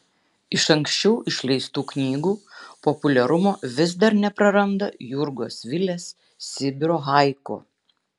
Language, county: Lithuanian, Šiauliai